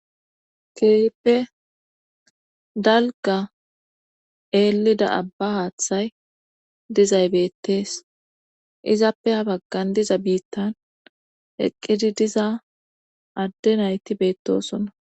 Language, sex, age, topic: Gamo, female, 25-35, government